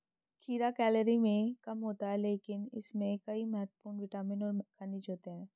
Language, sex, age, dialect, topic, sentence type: Hindi, female, 18-24, Hindustani Malvi Khadi Boli, agriculture, statement